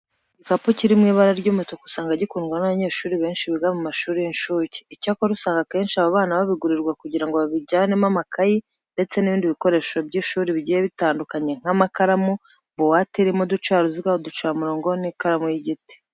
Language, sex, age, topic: Kinyarwanda, female, 25-35, education